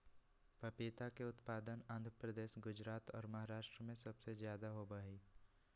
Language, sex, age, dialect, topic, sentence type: Magahi, male, 18-24, Western, agriculture, statement